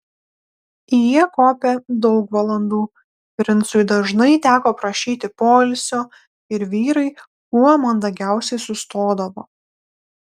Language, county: Lithuanian, Panevėžys